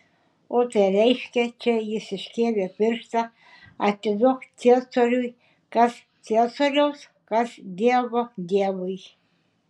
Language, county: Lithuanian, Šiauliai